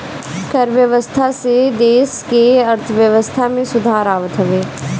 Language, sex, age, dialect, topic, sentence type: Bhojpuri, female, 18-24, Northern, banking, statement